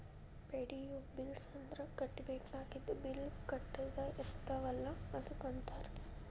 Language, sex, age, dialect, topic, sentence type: Kannada, female, 25-30, Dharwad Kannada, banking, statement